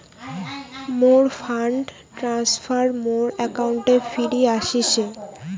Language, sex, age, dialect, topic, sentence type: Bengali, female, 18-24, Rajbangshi, banking, statement